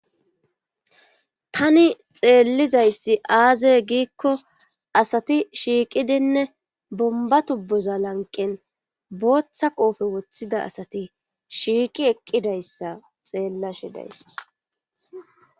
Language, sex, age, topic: Gamo, female, 25-35, government